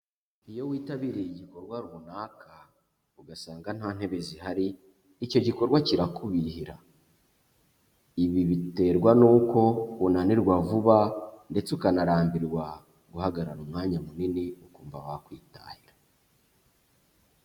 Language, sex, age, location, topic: Kinyarwanda, male, 25-35, Huye, education